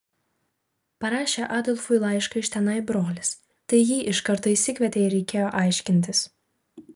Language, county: Lithuanian, Vilnius